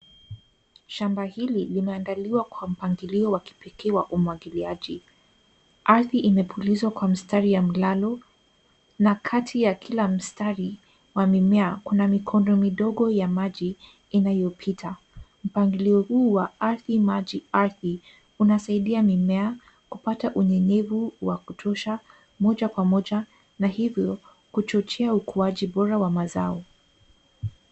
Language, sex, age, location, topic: Swahili, female, 18-24, Nairobi, agriculture